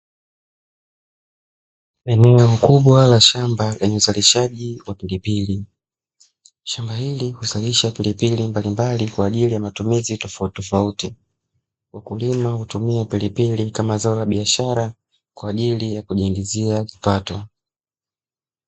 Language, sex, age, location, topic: Swahili, male, 25-35, Dar es Salaam, agriculture